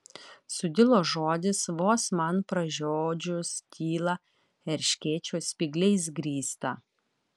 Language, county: Lithuanian, Utena